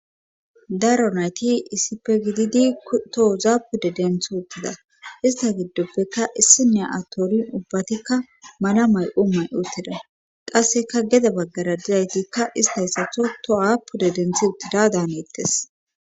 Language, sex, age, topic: Gamo, female, 18-24, government